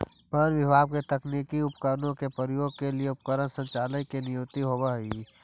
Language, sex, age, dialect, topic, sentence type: Magahi, male, 46-50, Central/Standard, agriculture, statement